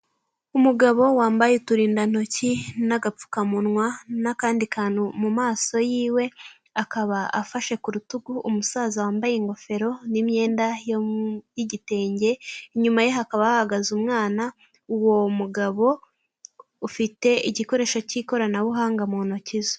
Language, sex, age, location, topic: Kinyarwanda, female, 18-24, Kigali, health